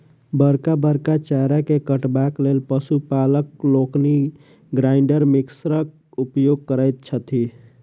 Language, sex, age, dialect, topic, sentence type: Maithili, male, 41-45, Southern/Standard, agriculture, statement